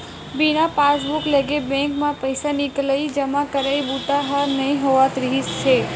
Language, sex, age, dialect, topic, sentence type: Chhattisgarhi, female, 18-24, Western/Budati/Khatahi, banking, statement